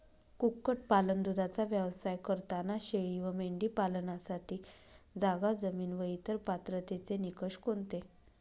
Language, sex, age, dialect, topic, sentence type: Marathi, female, 25-30, Northern Konkan, agriculture, question